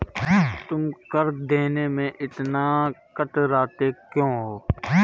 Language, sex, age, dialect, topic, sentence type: Hindi, male, 18-24, Awadhi Bundeli, banking, statement